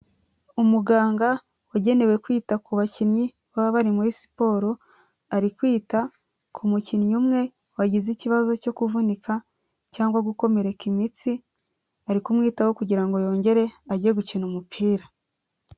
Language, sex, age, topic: Kinyarwanda, female, 25-35, health